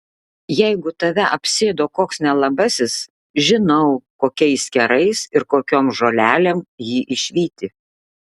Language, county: Lithuanian, Klaipėda